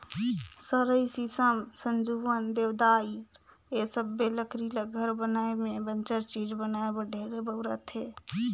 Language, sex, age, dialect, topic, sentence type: Chhattisgarhi, female, 41-45, Northern/Bhandar, agriculture, statement